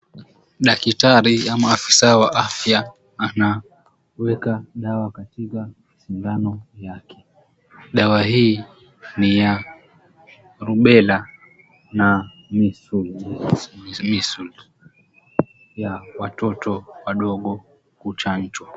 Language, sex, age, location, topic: Swahili, male, 18-24, Mombasa, health